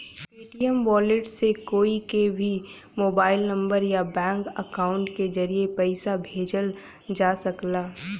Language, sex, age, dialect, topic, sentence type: Bhojpuri, female, 18-24, Western, banking, statement